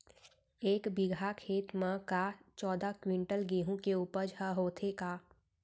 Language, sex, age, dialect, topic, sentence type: Chhattisgarhi, female, 18-24, Central, agriculture, question